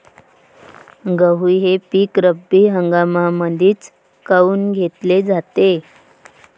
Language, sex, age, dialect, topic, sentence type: Marathi, female, 36-40, Varhadi, agriculture, question